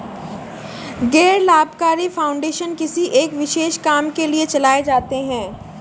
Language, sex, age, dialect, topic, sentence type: Hindi, female, 18-24, Marwari Dhudhari, banking, statement